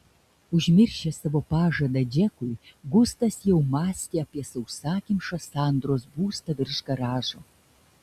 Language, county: Lithuanian, Šiauliai